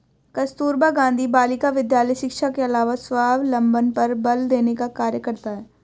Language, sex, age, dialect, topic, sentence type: Hindi, female, 18-24, Hindustani Malvi Khadi Boli, banking, statement